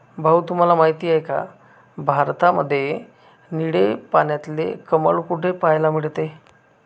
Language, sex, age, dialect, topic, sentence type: Marathi, male, 25-30, Northern Konkan, agriculture, statement